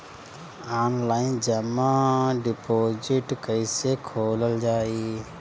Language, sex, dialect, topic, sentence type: Bhojpuri, male, Northern, banking, question